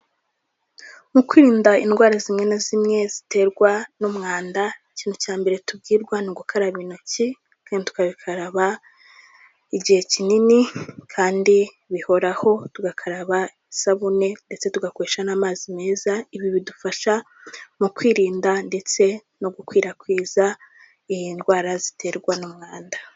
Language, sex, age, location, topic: Kinyarwanda, female, 18-24, Kigali, health